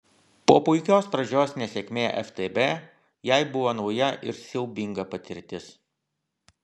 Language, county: Lithuanian, Vilnius